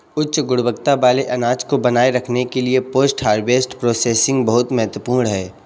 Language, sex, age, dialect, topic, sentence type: Hindi, male, 18-24, Kanauji Braj Bhasha, agriculture, statement